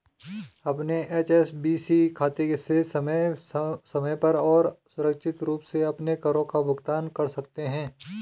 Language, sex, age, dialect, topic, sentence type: Hindi, male, 36-40, Garhwali, banking, statement